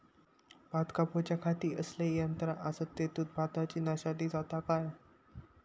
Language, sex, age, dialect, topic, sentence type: Marathi, male, 51-55, Southern Konkan, agriculture, question